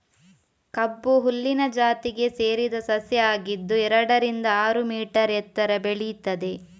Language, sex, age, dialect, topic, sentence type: Kannada, female, 25-30, Coastal/Dakshin, agriculture, statement